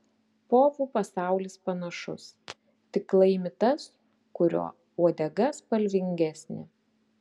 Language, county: Lithuanian, Klaipėda